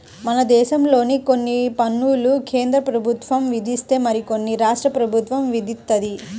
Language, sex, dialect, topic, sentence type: Telugu, female, Central/Coastal, banking, statement